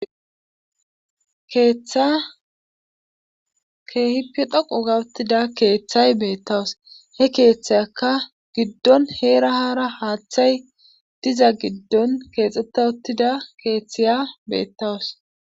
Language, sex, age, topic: Gamo, female, 25-35, government